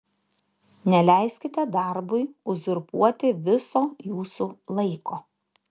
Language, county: Lithuanian, Šiauliai